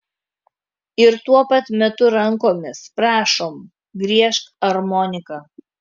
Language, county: Lithuanian, Kaunas